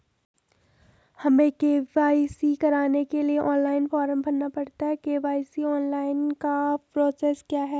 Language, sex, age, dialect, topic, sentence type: Hindi, female, 18-24, Garhwali, banking, question